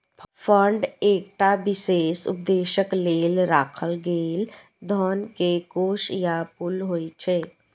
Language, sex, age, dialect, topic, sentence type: Maithili, female, 18-24, Eastern / Thethi, banking, statement